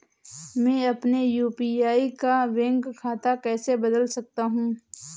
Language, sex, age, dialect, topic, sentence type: Hindi, female, 18-24, Awadhi Bundeli, banking, question